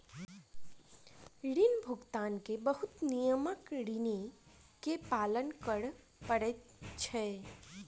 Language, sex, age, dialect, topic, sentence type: Maithili, female, 18-24, Southern/Standard, banking, statement